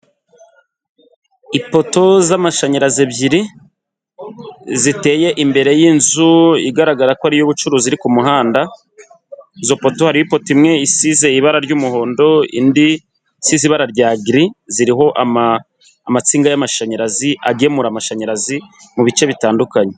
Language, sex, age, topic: Kinyarwanda, male, 25-35, government